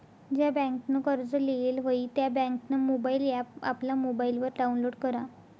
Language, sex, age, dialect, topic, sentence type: Marathi, female, 51-55, Northern Konkan, banking, statement